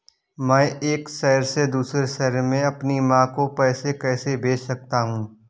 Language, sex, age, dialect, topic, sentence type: Hindi, male, 31-35, Awadhi Bundeli, banking, question